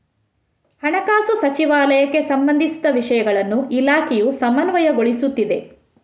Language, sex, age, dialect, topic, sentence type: Kannada, female, 31-35, Coastal/Dakshin, banking, statement